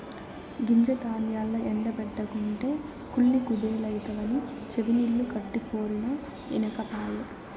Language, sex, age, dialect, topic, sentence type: Telugu, male, 18-24, Southern, agriculture, statement